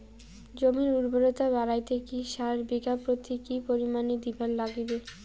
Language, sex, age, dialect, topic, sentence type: Bengali, female, 18-24, Rajbangshi, agriculture, question